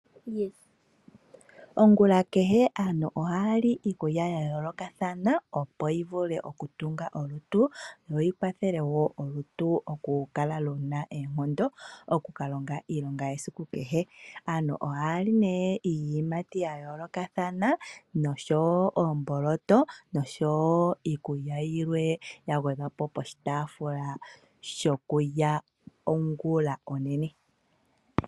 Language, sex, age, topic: Oshiwambo, female, 25-35, finance